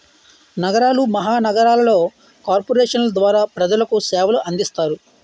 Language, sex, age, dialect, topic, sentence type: Telugu, male, 31-35, Utterandhra, banking, statement